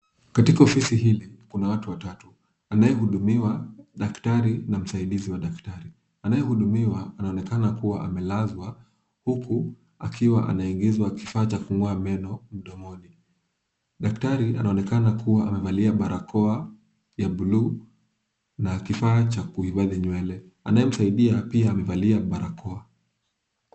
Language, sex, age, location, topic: Swahili, male, 25-35, Kisumu, health